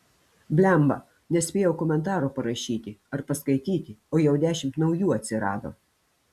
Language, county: Lithuanian, Telšiai